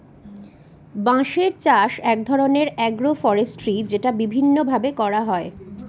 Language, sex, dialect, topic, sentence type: Bengali, female, Northern/Varendri, agriculture, statement